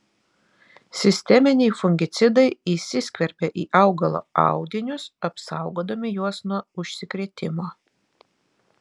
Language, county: Lithuanian, Vilnius